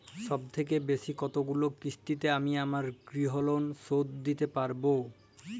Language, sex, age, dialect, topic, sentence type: Bengali, male, 18-24, Jharkhandi, banking, question